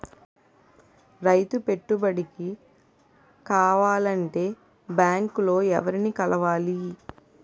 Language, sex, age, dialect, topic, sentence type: Telugu, female, 18-24, Utterandhra, agriculture, question